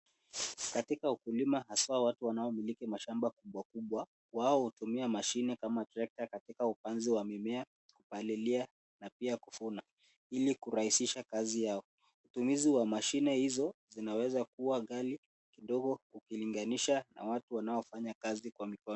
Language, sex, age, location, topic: Swahili, male, 18-24, Nairobi, agriculture